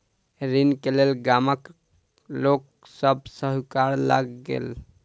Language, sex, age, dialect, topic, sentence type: Maithili, male, 18-24, Southern/Standard, banking, statement